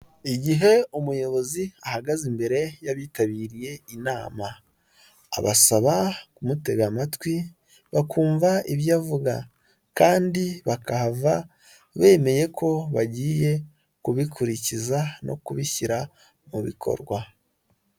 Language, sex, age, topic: Kinyarwanda, male, 18-24, health